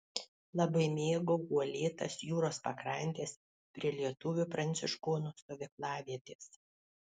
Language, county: Lithuanian, Panevėžys